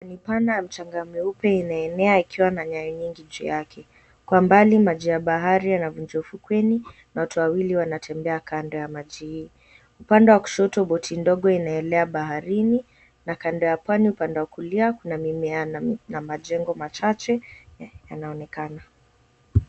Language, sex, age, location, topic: Swahili, female, 18-24, Mombasa, government